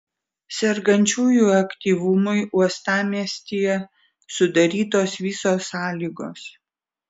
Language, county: Lithuanian, Vilnius